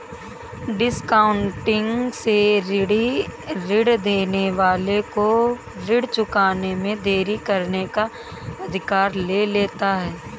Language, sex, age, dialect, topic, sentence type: Hindi, female, 18-24, Awadhi Bundeli, banking, statement